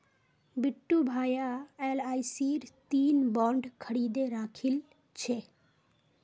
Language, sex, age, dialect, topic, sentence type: Magahi, female, 18-24, Northeastern/Surjapuri, banking, statement